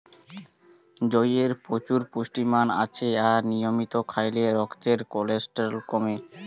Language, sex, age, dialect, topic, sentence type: Bengali, male, 18-24, Western, agriculture, statement